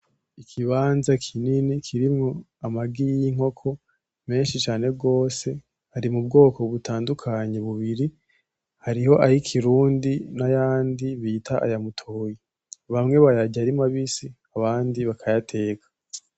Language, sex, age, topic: Rundi, male, 18-24, agriculture